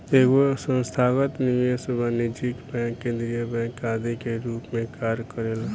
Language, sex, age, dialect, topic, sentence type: Bhojpuri, male, 18-24, Southern / Standard, banking, statement